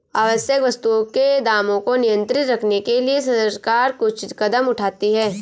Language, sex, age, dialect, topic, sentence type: Hindi, female, 25-30, Awadhi Bundeli, agriculture, statement